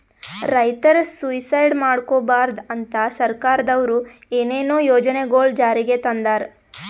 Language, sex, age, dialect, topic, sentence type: Kannada, female, 18-24, Northeastern, agriculture, statement